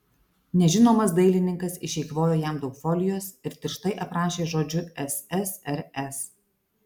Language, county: Lithuanian, Alytus